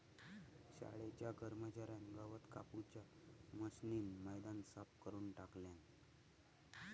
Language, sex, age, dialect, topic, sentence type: Marathi, male, 31-35, Southern Konkan, agriculture, statement